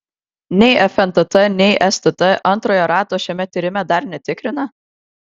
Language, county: Lithuanian, Kaunas